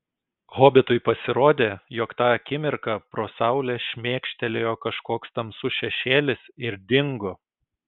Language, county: Lithuanian, Kaunas